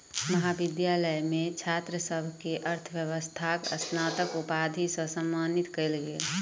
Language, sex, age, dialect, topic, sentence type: Maithili, female, 18-24, Southern/Standard, banking, statement